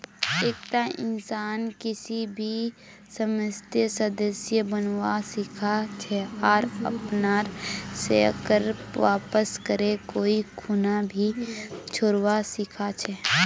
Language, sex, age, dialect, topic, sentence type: Magahi, female, 41-45, Northeastern/Surjapuri, banking, statement